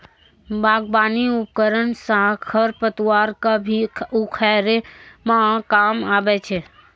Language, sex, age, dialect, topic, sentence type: Maithili, female, 18-24, Angika, agriculture, statement